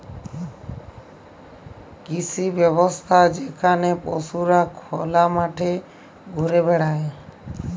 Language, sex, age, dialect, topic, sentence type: Bengali, male, 18-24, Jharkhandi, agriculture, statement